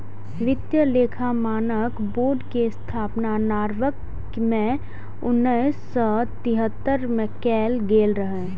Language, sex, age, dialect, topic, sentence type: Maithili, female, 18-24, Eastern / Thethi, banking, statement